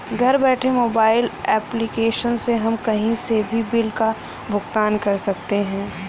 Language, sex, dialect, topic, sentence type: Hindi, female, Hindustani Malvi Khadi Boli, banking, statement